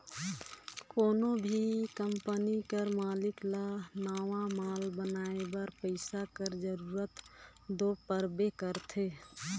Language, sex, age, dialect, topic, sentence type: Chhattisgarhi, female, 25-30, Northern/Bhandar, banking, statement